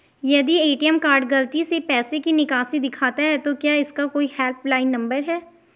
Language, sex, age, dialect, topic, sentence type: Hindi, female, 18-24, Garhwali, banking, question